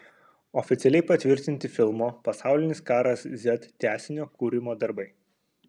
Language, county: Lithuanian, Kaunas